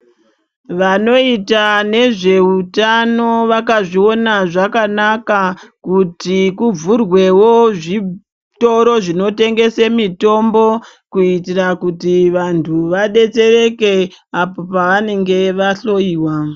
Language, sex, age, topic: Ndau, female, 25-35, health